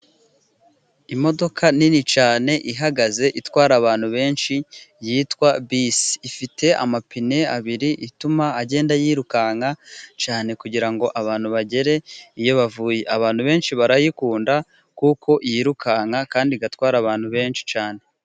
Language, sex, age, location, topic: Kinyarwanda, male, 25-35, Burera, government